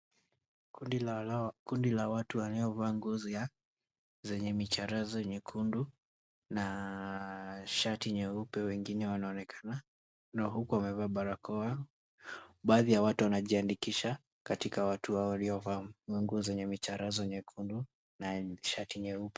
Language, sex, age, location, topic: Swahili, male, 18-24, Kisii, government